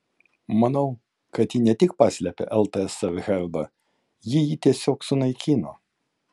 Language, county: Lithuanian, Kaunas